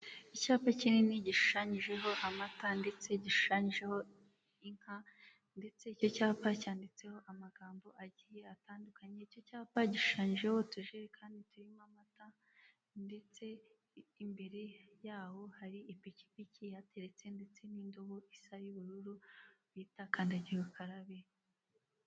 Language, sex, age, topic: Kinyarwanda, female, 18-24, finance